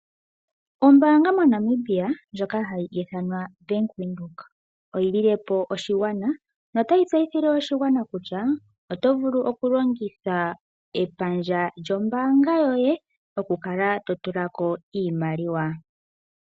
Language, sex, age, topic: Oshiwambo, male, 18-24, finance